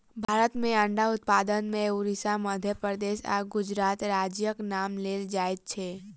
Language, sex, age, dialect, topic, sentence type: Maithili, female, 18-24, Southern/Standard, agriculture, statement